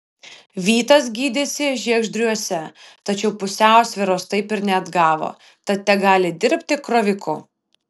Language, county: Lithuanian, Vilnius